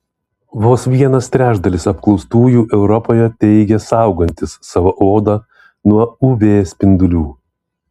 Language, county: Lithuanian, Vilnius